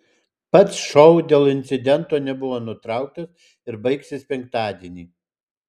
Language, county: Lithuanian, Alytus